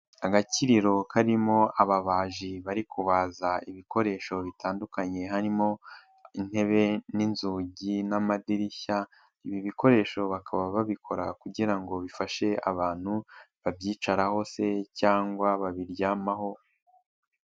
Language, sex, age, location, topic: Kinyarwanda, male, 18-24, Nyagatare, finance